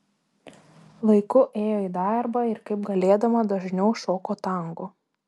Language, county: Lithuanian, Panevėžys